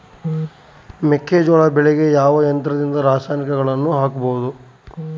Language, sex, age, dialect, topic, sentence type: Kannada, male, 31-35, Central, agriculture, question